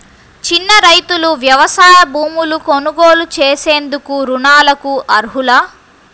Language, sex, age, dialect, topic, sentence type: Telugu, female, 51-55, Central/Coastal, agriculture, statement